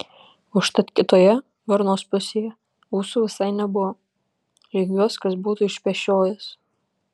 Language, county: Lithuanian, Panevėžys